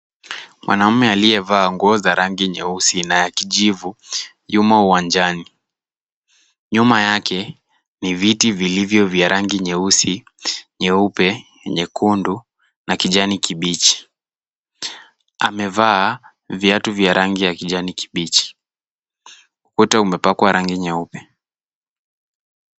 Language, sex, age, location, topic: Swahili, male, 18-24, Kisumu, education